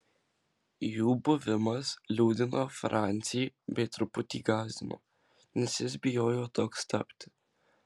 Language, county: Lithuanian, Marijampolė